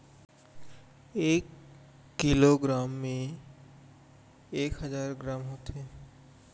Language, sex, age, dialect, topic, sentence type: Chhattisgarhi, male, 25-30, Central, agriculture, statement